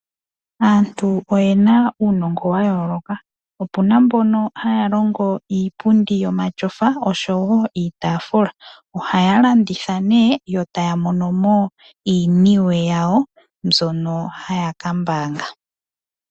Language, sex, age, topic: Oshiwambo, female, 25-35, finance